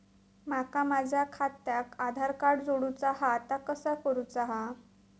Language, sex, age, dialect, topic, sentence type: Marathi, female, 18-24, Southern Konkan, banking, question